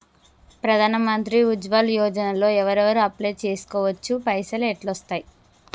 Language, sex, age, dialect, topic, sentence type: Telugu, female, 25-30, Telangana, banking, question